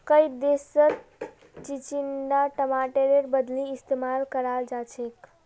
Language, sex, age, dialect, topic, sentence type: Magahi, female, 36-40, Northeastern/Surjapuri, agriculture, statement